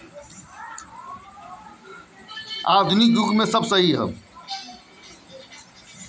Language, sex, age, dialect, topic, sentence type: Bhojpuri, male, 51-55, Northern, banking, statement